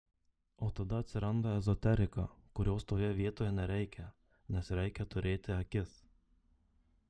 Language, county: Lithuanian, Marijampolė